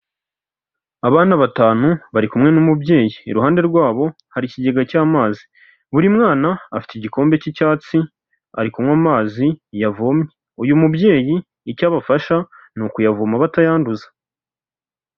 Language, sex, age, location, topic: Kinyarwanda, male, 18-24, Huye, health